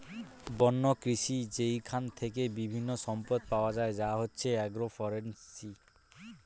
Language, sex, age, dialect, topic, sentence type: Bengali, male, 18-24, Standard Colloquial, agriculture, statement